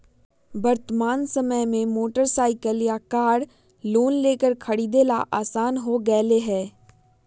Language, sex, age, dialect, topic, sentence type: Magahi, female, 25-30, Western, banking, statement